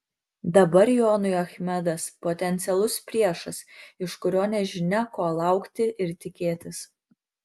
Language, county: Lithuanian, Marijampolė